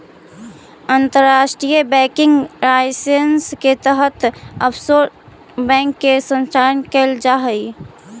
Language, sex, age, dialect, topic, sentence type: Magahi, female, 46-50, Central/Standard, agriculture, statement